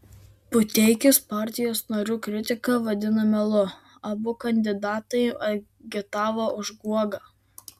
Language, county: Lithuanian, Vilnius